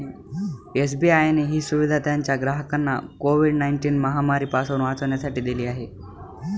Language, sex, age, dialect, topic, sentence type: Marathi, male, 18-24, Northern Konkan, banking, statement